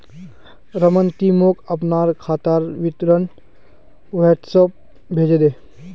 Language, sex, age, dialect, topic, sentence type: Magahi, male, 18-24, Northeastern/Surjapuri, banking, statement